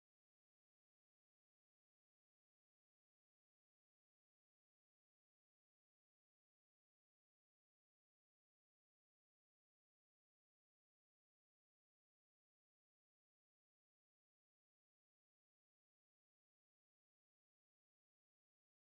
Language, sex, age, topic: Kinyarwanda, female, 18-24, education